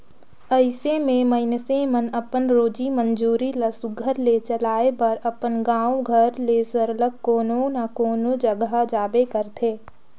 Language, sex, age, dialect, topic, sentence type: Chhattisgarhi, female, 60-100, Northern/Bhandar, agriculture, statement